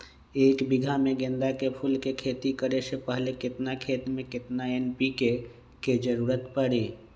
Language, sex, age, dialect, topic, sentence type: Magahi, male, 25-30, Western, agriculture, question